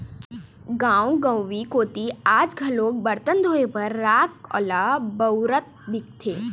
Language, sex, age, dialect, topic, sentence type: Chhattisgarhi, female, 41-45, Eastern, agriculture, statement